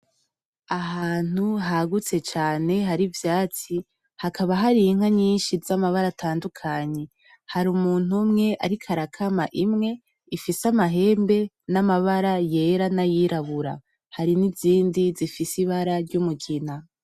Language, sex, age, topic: Rundi, female, 18-24, agriculture